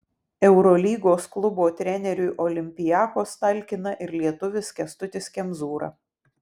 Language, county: Lithuanian, Vilnius